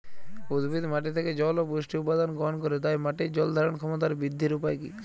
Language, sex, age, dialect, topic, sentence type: Bengali, male, 18-24, Jharkhandi, agriculture, question